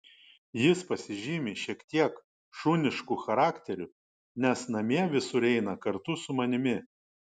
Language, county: Lithuanian, Kaunas